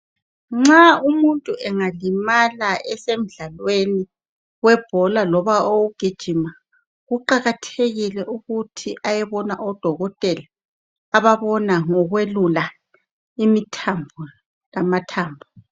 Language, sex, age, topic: North Ndebele, female, 36-49, health